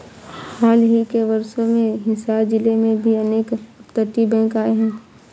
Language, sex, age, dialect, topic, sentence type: Hindi, female, 56-60, Awadhi Bundeli, banking, statement